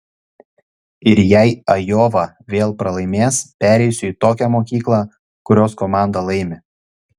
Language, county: Lithuanian, Šiauliai